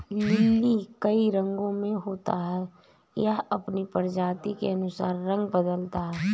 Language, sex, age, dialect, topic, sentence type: Hindi, female, 31-35, Awadhi Bundeli, agriculture, statement